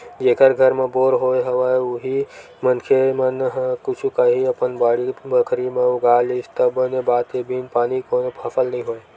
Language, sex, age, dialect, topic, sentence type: Chhattisgarhi, male, 18-24, Western/Budati/Khatahi, agriculture, statement